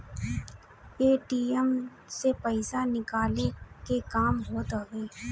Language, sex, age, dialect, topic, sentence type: Bhojpuri, female, 31-35, Northern, banking, statement